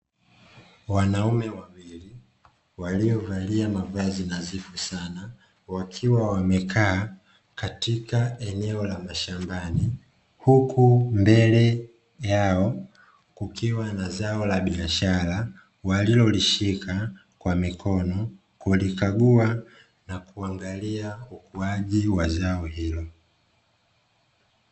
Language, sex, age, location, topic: Swahili, male, 25-35, Dar es Salaam, agriculture